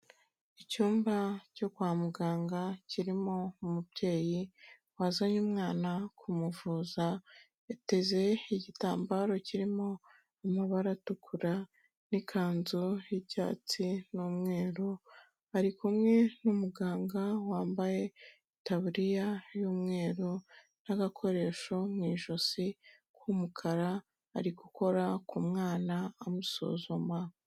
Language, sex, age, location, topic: Kinyarwanda, female, 25-35, Kigali, health